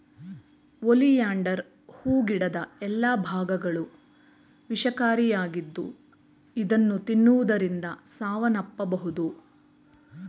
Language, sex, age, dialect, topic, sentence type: Kannada, female, 41-45, Mysore Kannada, agriculture, statement